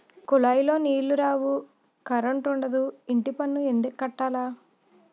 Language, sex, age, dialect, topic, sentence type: Telugu, female, 25-30, Utterandhra, banking, statement